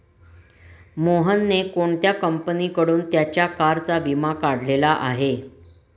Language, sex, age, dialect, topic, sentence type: Marathi, female, 46-50, Standard Marathi, banking, statement